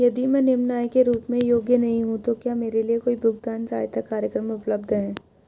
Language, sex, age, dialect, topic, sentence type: Hindi, female, 18-24, Hindustani Malvi Khadi Boli, banking, question